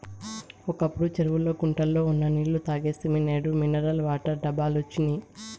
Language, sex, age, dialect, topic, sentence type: Telugu, female, 18-24, Southern, agriculture, statement